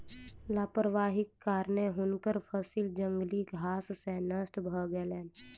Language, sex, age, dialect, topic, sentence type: Maithili, female, 18-24, Southern/Standard, agriculture, statement